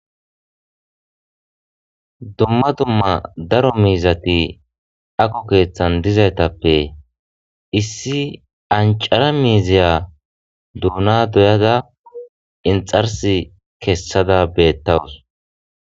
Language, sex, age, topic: Gamo, male, 25-35, agriculture